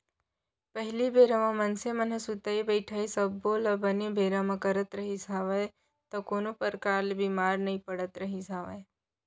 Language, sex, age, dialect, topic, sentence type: Chhattisgarhi, female, 18-24, Central, banking, statement